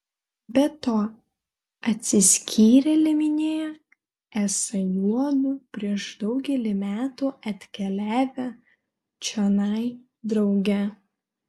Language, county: Lithuanian, Vilnius